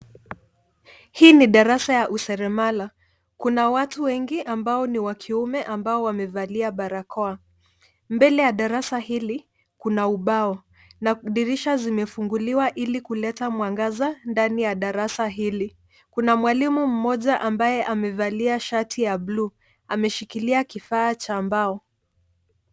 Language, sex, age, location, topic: Swahili, female, 25-35, Nairobi, education